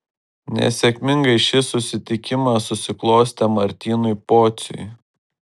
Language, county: Lithuanian, Šiauliai